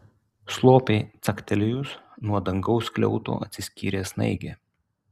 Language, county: Lithuanian, Utena